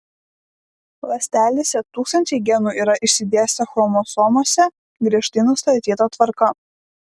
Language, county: Lithuanian, Klaipėda